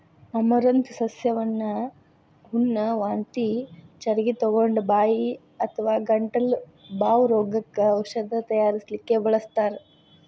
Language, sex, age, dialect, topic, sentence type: Kannada, female, 18-24, Dharwad Kannada, agriculture, statement